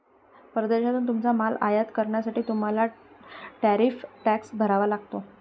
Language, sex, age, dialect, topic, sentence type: Marathi, female, 31-35, Varhadi, banking, statement